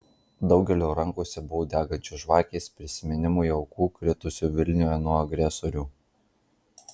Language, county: Lithuanian, Marijampolė